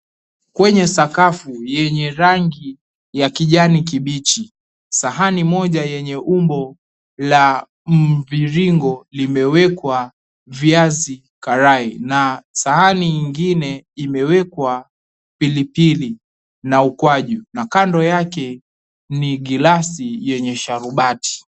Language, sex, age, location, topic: Swahili, male, 18-24, Mombasa, agriculture